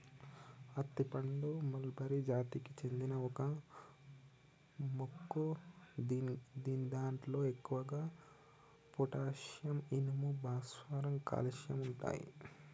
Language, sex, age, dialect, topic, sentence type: Telugu, male, 18-24, Telangana, agriculture, statement